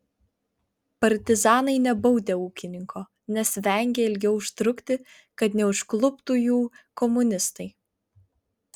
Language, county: Lithuanian, Vilnius